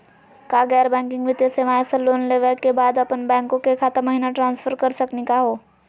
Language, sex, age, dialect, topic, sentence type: Magahi, female, 25-30, Southern, banking, question